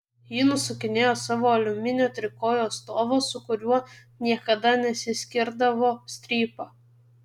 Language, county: Lithuanian, Kaunas